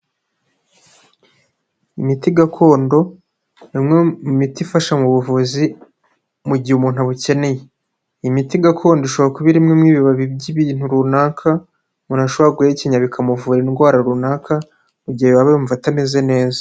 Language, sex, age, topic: Kinyarwanda, male, 25-35, health